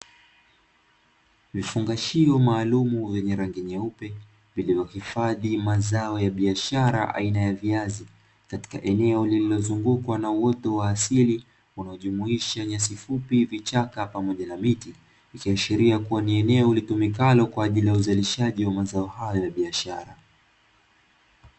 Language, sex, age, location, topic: Swahili, male, 25-35, Dar es Salaam, agriculture